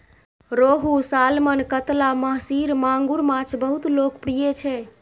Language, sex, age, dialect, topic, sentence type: Maithili, female, 25-30, Eastern / Thethi, agriculture, statement